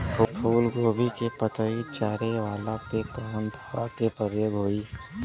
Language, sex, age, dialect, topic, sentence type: Bhojpuri, male, 18-24, Western, agriculture, question